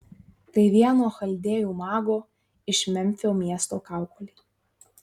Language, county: Lithuanian, Marijampolė